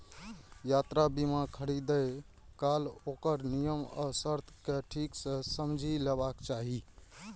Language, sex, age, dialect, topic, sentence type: Maithili, male, 25-30, Eastern / Thethi, banking, statement